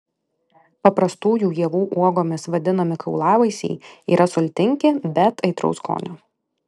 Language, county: Lithuanian, Alytus